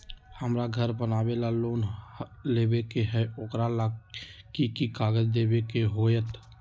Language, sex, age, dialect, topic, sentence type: Magahi, male, 18-24, Western, banking, question